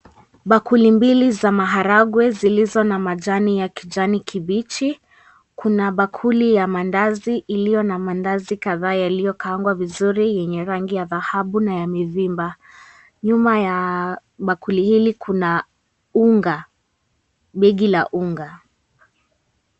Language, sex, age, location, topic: Swahili, female, 18-24, Mombasa, agriculture